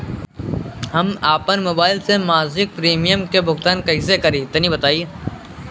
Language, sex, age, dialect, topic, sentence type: Bhojpuri, male, 18-24, Southern / Standard, banking, question